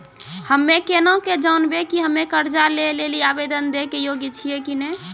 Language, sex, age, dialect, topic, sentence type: Maithili, female, 18-24, Angika, banking, statement